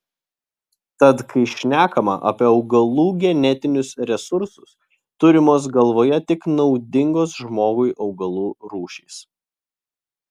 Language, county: Lithuanian, Vilnius